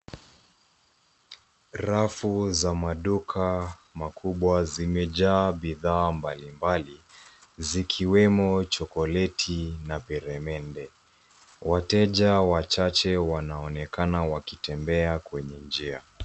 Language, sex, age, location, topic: Swahili, female, 18-24, Nairobi, finance